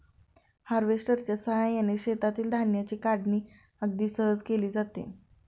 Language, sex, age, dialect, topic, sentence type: Marathi, female, 25-30, Standard Marathi, agriculture, statement